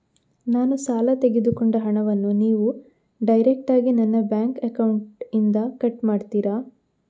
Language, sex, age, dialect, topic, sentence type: Kannada, female, 18-24, Coastal/Dakshin, banking, question